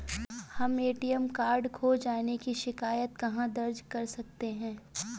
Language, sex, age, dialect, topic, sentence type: Hindi, female, 25-30, Awadhi Bundeli, banking, question